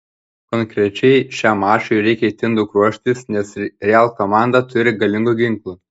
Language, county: Lithuanian, Panevėžys